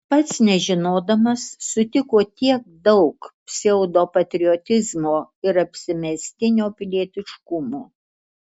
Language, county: Lithuanian, Kaunas